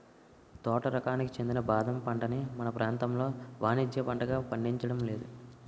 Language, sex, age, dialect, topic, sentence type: Telugu, male, 18-24, Utterandhra, agriculture, statement